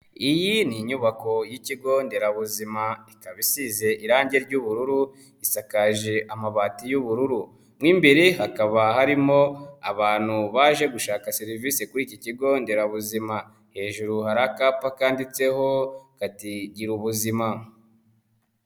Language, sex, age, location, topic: Kinyarwanda, male, 18-24, Nyagatare, health